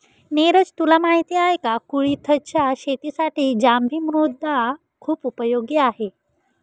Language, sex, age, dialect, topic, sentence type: Marathi, female, 18-24, Northern Konkan, agriculture, statement